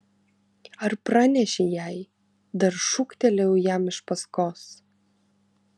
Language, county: Lithuanian, Kaunas